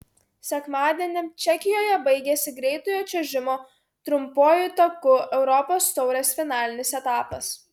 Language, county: Lithuanian, Klaipėda